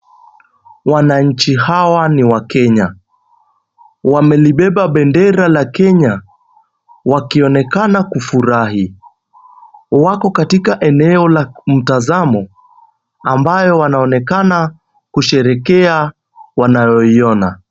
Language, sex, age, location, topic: Swahili, male, 18-24, Kisumu, government